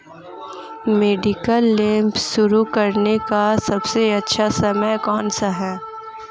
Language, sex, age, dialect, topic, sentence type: Hindi, female, 18-24, Marwari Dhudhari, banking, question